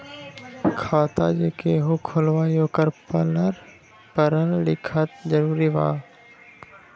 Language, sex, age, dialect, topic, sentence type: Magahi, male, 25-30, Western, banking, question